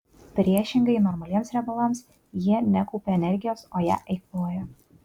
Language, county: Lithuanian, Kaunas